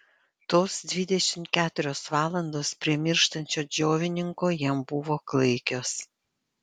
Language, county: Lithuanian, Panevėžys